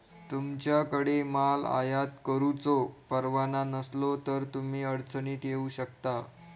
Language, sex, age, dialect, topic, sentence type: Marathi, male, 46-50, Southern Konkan, banking, statement